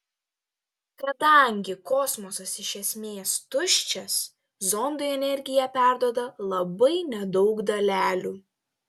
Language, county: Lithuanian, Telšiai